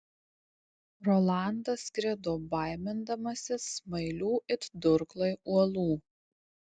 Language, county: Lithuanian, Tauragė